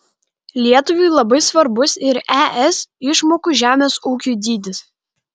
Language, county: Lithuanian, Kaunas